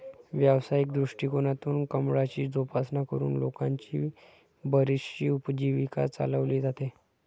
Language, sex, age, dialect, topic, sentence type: Marathi, male, 51-55, Standard Marathi, agriculture, statement